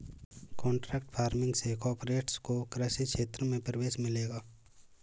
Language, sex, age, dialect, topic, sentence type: Hindi, male, 18-24, Marwari Dhudhari, agriculture, statement